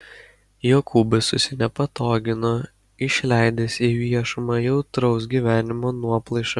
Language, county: Lithuanian, Kaunas